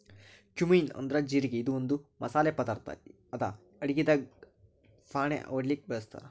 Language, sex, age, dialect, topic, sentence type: Kannada, male, 18-24, Northeastern, agriculture, statement